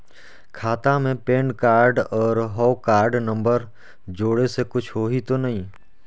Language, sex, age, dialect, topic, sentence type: Chhattisgarhi, male, 31-35, Northern/Bhandar, banking, question